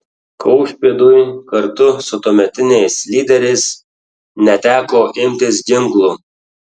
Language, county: Lithuanian, Tauragė